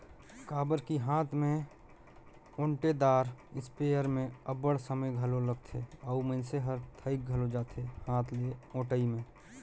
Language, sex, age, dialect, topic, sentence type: Chhattisgarhi, male, 31-35, Northern/Bhandar, agriculture, statement